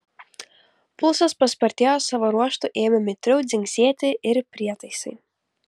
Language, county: Lithuanian, Kaunas